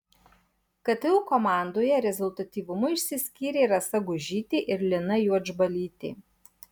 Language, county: Lithuanian, Marijampolė